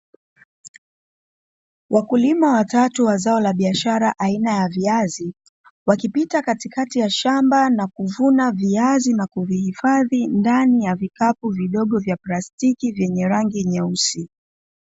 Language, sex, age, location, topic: Swahili, female, 25-35, Dar es Salaam, agriculture